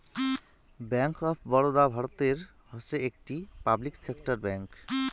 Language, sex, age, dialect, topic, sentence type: Bengali, male, 31-35, Rajbangshi, banking, statement